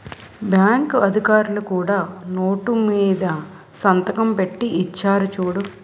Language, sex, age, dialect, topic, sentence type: Telugu, female, 46-50, Utterandhra, banking, statement